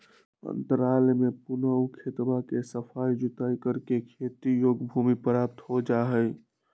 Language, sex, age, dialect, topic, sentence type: Magahi, male, 60-100, Western, agriculture, statement